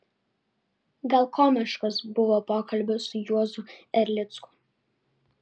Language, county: Lithuanian, Vilnius